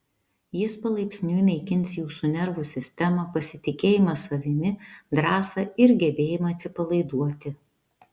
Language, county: Lithuanian, Vilnius